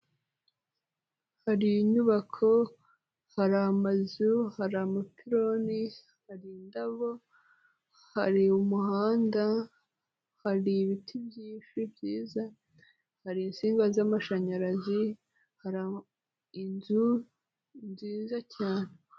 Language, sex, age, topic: Kinyarwanda, female, 18-24, government